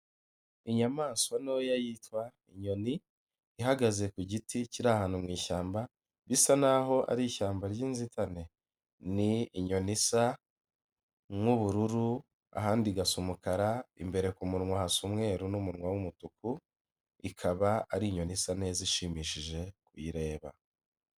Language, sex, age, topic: Kinyarwanda, male, 25-35, agriculture